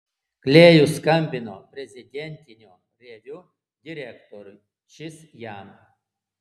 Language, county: Lithuanian, Alytus